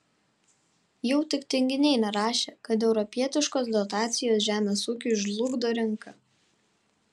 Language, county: Lithuanian, Vilnius